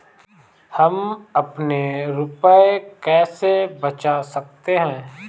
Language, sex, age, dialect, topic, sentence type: Hindi, male, 25-30, Kanauji Braj Bhasha, banking, question